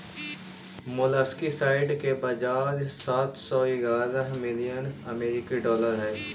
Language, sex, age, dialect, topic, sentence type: Magahi, male, 25-30, Central/Standard, banking, statement